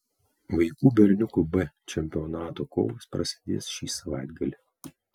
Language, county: Lithuanian, Kaunas